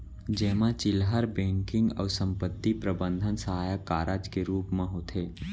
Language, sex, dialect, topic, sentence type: Chhattisgarhi, male, Central, banking, statement